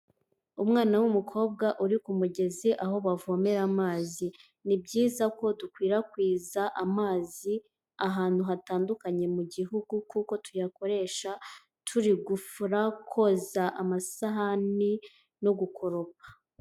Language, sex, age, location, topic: Kinyarwanda, female, 18-24, Kigali, health